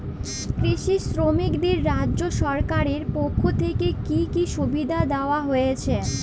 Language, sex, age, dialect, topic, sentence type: Bengali, female, 18-24, Jharkhandi, agriculture, question